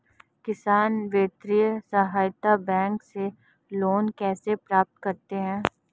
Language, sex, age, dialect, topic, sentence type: Hindi, female, 25-30, Marwari Dhudhari, agriculture, question